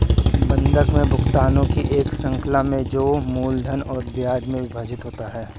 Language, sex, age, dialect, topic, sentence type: Hindi, male, 25-30, Kanauji Braj Bhasha, banking, statement